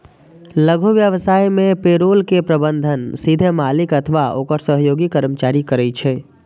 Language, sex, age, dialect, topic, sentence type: Maithili, male, 25-30, Eastern / Thethi, banking, statement